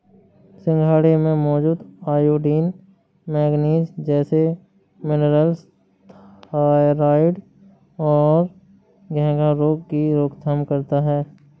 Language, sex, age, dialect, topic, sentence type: Hindi, male, 60-100, Awadhi Bundeli, agriculture, statement